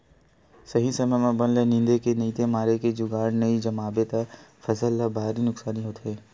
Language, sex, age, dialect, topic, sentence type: Chhattisgarhi, male, 18-24, Western/Budati/Khatahi, agriculture, statement